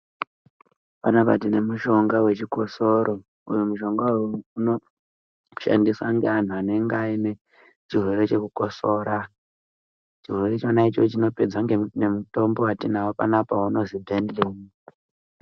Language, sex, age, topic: Ndau, male, 18-24, health